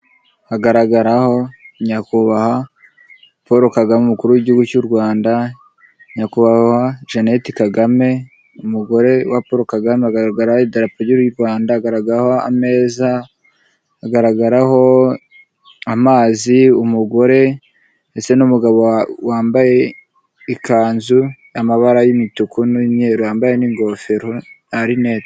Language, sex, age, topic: Kinyarwanda, male, 25-35, government